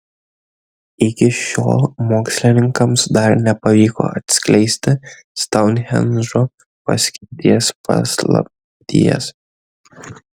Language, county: Lithuanian, Kaunas